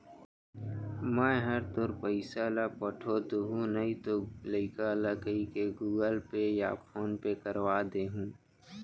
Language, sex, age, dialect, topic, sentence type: Chhattisgarhi, male, 18-24, Central, banking, statement